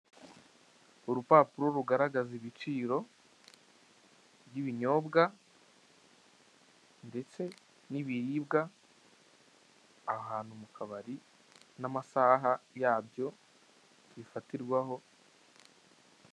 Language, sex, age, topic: Kinyarwanda, male, 25-35, finance